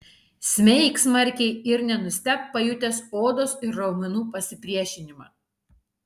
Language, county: Lithuanian, Kaunas